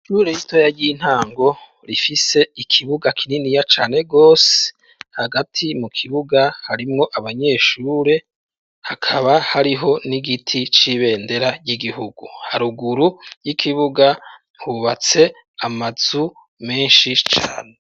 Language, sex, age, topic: Rundi, male, 36-49, education